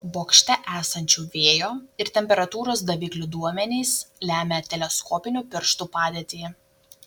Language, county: Lithuanian, Šiauliai